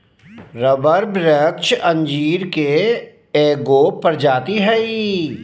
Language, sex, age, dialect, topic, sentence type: Magahi, male, 36-40, Southern, agriculture, statement